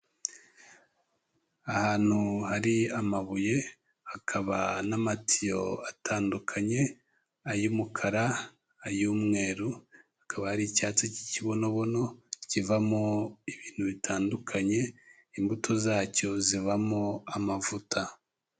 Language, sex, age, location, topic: Kinyarwanda, male, 25-35, Kigali, health